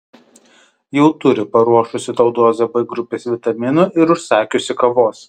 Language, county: Lithuanian, Kaunas